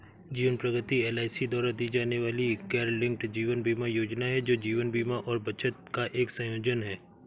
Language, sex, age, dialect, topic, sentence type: Hindi, male, 56-60, Awadhi Bundeli, banking, statement